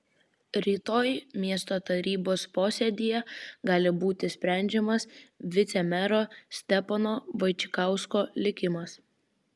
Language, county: Lithuanian, Vilnius